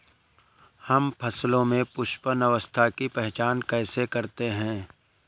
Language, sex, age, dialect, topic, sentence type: Hindi, male, 18-24, Awadhi Bundeli, agriculture, statement